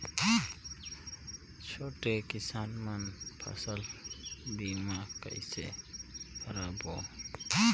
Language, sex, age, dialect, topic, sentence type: Chhattisgarhi, male, 18-24, Northern/Bhandar, agriculture, question